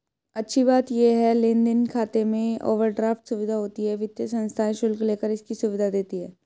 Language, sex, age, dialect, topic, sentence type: Hindi, female, 18-24, Hindustani Malvi Khadi Boli, banking, statement